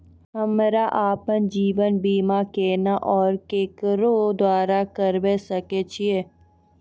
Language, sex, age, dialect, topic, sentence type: Maithili, female, 41-45, Angika, banking, question